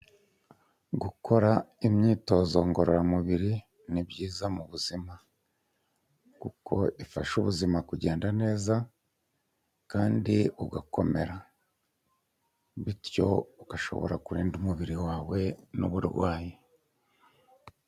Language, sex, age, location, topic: Kinyarwanda, male, 50+, Kigali, health